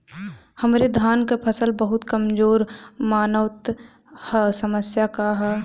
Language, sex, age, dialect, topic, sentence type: Bhojpuri, female, 18-24, Western, agriculture, question